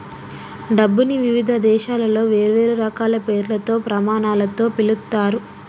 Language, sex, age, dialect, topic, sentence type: Telugu, female, 25-30, Telangana, banking, statement